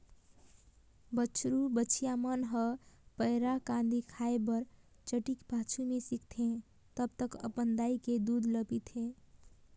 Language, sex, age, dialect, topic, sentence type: Chhattisgarhi, female, 18-24, Northern/Bhandar, agriculture, statement